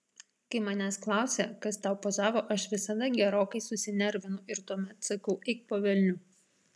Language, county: Lithuanian, Vilnius